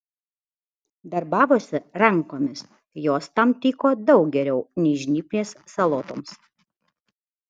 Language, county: Lithuanian, Vilnius